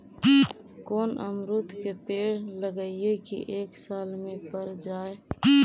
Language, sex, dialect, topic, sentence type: Magahi, female, Central/Standard, agriculture, question